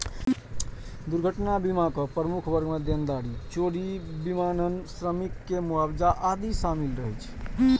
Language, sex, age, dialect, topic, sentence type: Maithili, male, 31-35, Eastern / Thethi, banking, statement